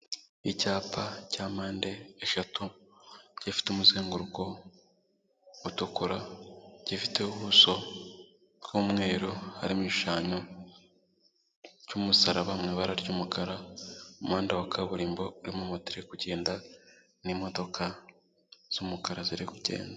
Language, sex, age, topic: Kinyarwanda, male, 18-24, government